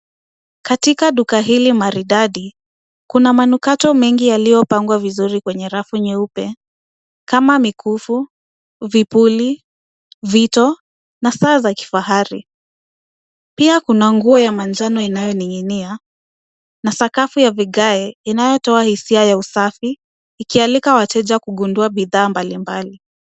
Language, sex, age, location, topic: Swahili, female, 18-24, Nairobi, finance